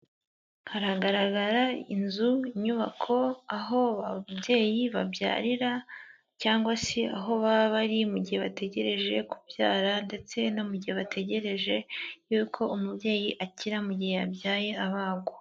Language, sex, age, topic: Kinyarwanda, female, 25-35, health